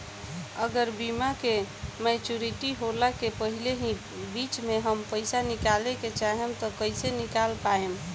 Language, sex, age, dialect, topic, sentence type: Bhojpuri, female, 18-24, Southern / Standard, banking, question